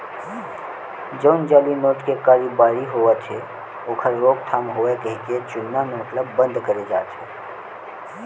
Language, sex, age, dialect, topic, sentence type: Chhattisgarhi, male, 18-24, Western/Budati/Khatahi, banking, statement